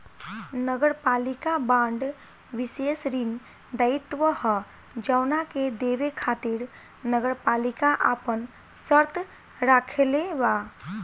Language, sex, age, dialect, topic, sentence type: Bhojpuri, female, 18-24, Southern / Standard, banking, statement